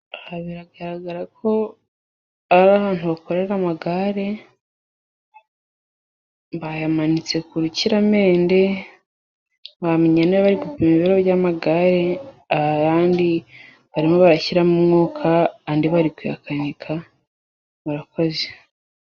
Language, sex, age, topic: Kinyarwanda, female, 25-35, finance